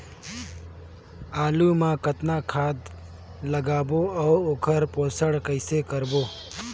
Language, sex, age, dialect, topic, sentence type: Chhattisgarhi, male, 18-24, Northern/Bhandar, agriculture, question